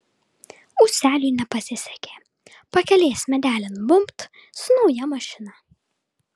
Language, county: Lithuanian, Vilnius